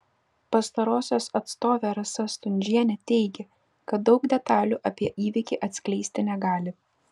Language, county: Lithuanian, Vilnius